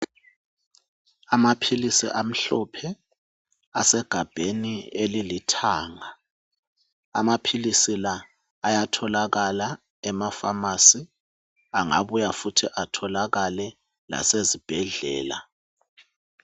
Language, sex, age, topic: North Ndebele, male, 36-49, health